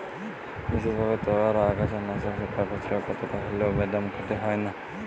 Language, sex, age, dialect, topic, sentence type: Bengali, male, 18-24, Jharkhandi, agriculture, statement